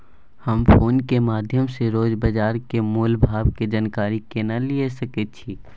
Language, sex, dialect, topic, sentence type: Maithili, male, Bajjika, agriculture, question